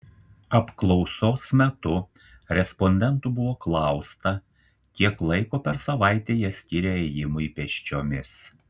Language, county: Lithuanian, Telšiai